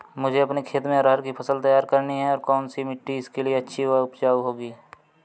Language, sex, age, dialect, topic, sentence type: Hindi, male, 25-30, Awadhi Bundeli, agriculture, question